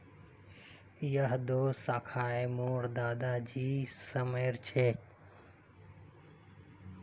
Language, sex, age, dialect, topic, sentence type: Magahi, male, 25-30, Northeastern/Surjapuri, agriculture, statement